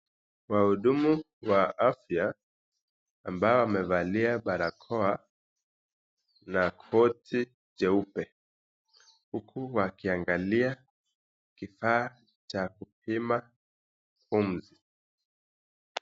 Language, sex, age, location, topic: Swahili, male, 18-24, Nakuru, health